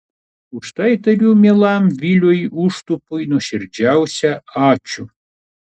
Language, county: Lithuanian, Klaipėda